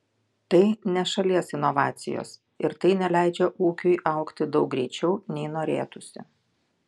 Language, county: Lithuanian, Klaipėda